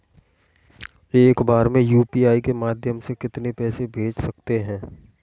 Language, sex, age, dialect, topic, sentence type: Hindi, male, 18-24, Kanauji Braj Bhasha, banking, question